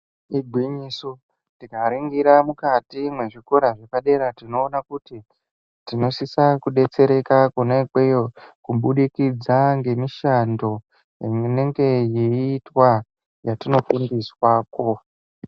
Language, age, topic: Ndau, 18-24, education